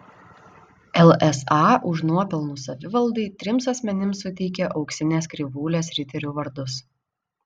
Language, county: Lithuanian, Vilnius